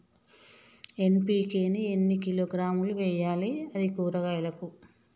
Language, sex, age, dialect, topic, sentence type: Telugu, male, 18-24, Telangana, agriculture, question